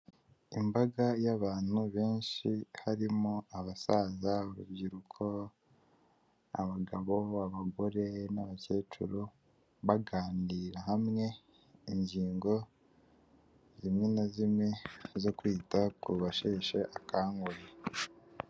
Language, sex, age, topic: Kinyarwanda, male, 18-24, health